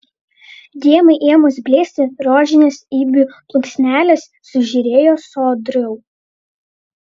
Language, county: Lithuanian, Vilnius